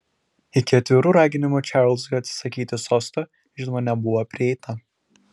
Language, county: Lithuanian, Šiauliai